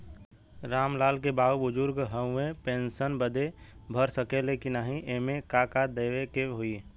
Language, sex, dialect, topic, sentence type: Bhojpuri, male, Western, banking, question